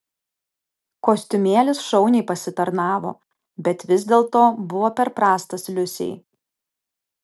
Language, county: Lithuanian, Alytus